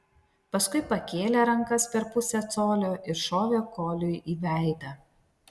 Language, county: Lithuanian, Vilnius